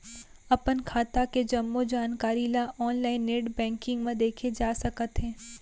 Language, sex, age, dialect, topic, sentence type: Chhattisgarhi, female, 18-24, Central, banking, statement